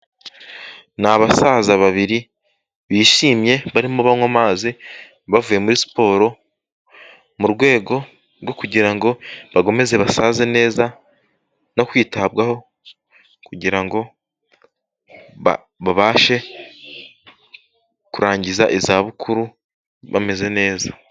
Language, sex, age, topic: Kinyarwanda, male, 18-24, health